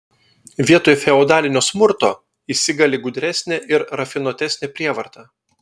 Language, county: Lithuanian, Telšiai